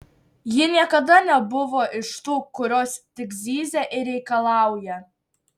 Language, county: Lithuanian, Šiauliai